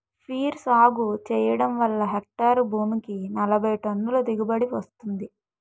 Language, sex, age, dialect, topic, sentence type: Telugu, female, 25-30, Utterandhra, agriculture, statement